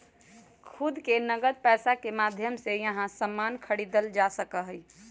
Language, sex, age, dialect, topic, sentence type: Magahi, female, 18-24, Western, banking, statement